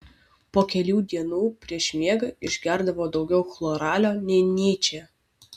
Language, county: Lithuanian, Vilnius